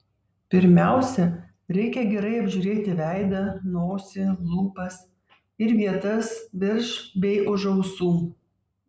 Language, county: Lithuanian, Vilnius